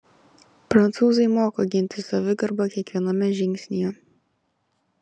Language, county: Lithuanian, Vilnius